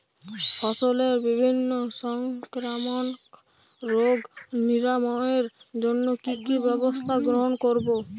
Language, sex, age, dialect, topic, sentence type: Bengali, male, 18-24, Standard Colloquial, agriculture, question